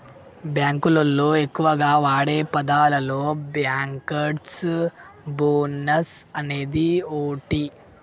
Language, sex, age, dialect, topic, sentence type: Telugu, male, 51-55, Telangana, banking, statement